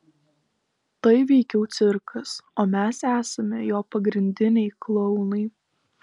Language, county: Lithuanian, Alytus